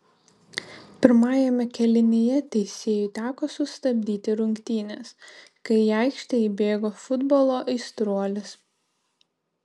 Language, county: Lithuanian, Šiauliai